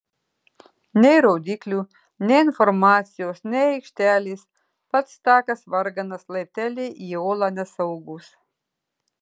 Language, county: Lithuanian, Marijampolė